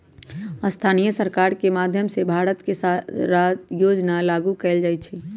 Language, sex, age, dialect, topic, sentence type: Magahi, female, 31-35, Western, banking, statement